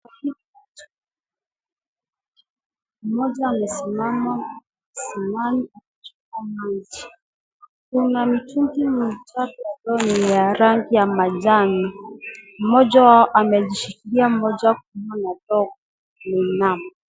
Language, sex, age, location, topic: Swahili, female, 25-35, Nakuru, health